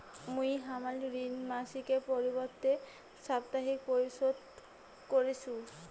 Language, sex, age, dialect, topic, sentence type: Bengali, female, 25-30, Rajbangshi, banking, statement